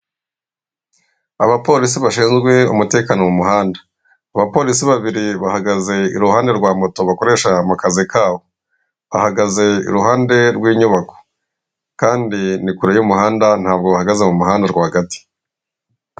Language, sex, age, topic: Kinyarwanda, male, 36-49, government